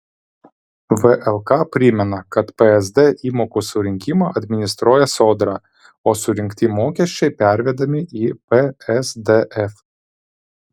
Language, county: Lithuanian, Vilnius